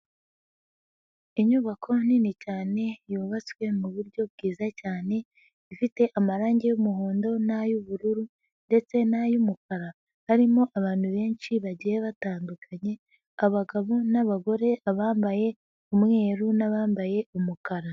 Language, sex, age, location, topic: Kinyarwanda, female, 50+, Nyagatare, education